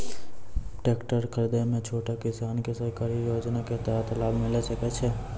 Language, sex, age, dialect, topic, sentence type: Maithili, male, 18-24, Angika, agriculture, question